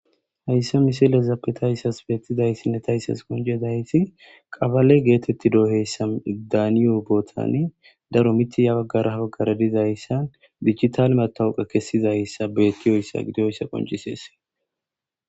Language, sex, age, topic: Gamo, male, 18-24, government